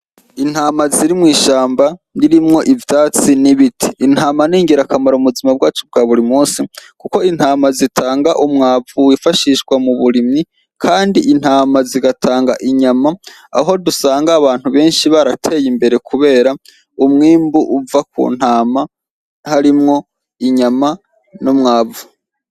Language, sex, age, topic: Rundi, male, 18-24, agriculture